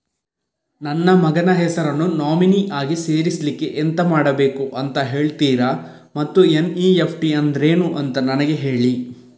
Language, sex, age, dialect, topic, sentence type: Kannada, male, 41-45, Coastal/Dakshin, banking, question